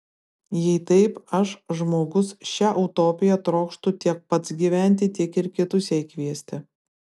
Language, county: Lithuanian, Vilnius